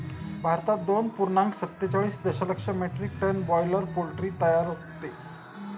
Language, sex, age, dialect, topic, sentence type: Marathi, male, 46-50, Standard Marathi, agriculture, statement